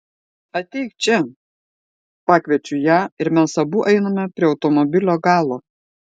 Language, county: Lithuanian, Šiauliai